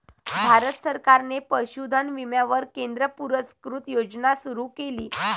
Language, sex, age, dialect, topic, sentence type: Marathi, female, 18-24, Varhadi, agriculture, statement